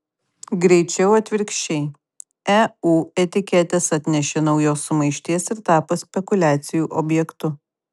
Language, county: Lithuanian, Kaunas